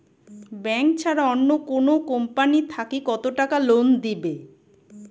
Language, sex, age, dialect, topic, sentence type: Bengali, male, 18-24, Rajbangshi, banking, question